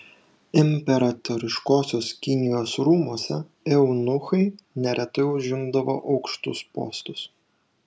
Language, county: Lithuanian, Šiauliai